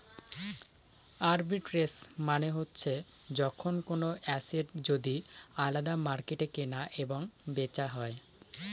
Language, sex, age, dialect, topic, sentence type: Bengali, male, 18-24, Northern/Varendri, banking, statement